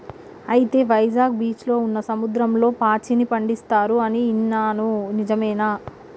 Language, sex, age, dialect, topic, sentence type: Telugu, female, 31-35, Telangana, agriculture, statement